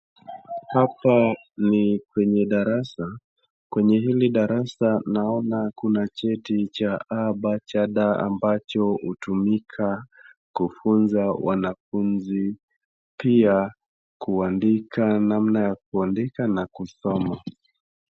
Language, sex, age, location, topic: Swahili, male, 25-35, Wajir, education